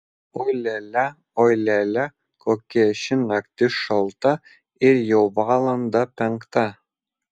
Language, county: Lithuanian, Vilnius